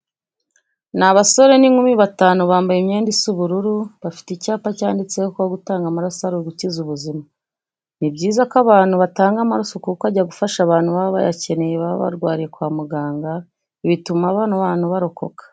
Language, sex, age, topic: Kinyarwanda, female, 25-35, education